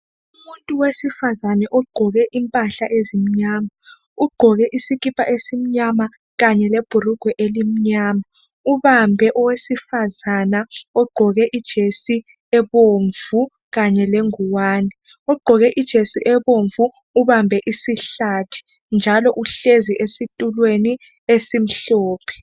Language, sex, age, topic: North Ndebele, female, 18-24, health